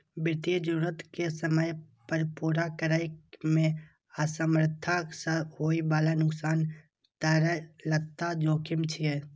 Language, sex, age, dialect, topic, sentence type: Maithili, male, 18-24, Eastern / Thethi, banking, statement